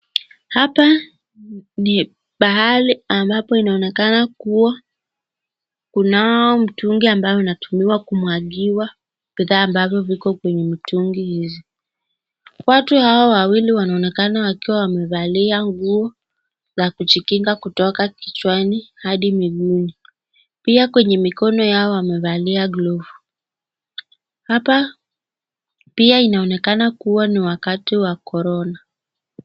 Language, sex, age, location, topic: Swahili, female, 50+, Nakuru, health